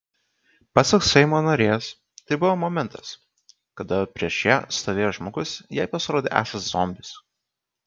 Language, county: Lithuanian, Kaunas